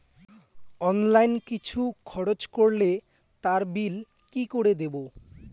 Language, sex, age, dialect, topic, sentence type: Bengali, male, <18, Rajbangshi, banking, question